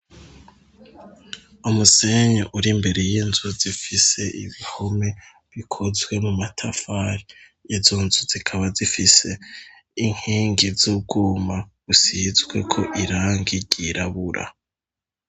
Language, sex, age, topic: Rundi, male, 18-24, education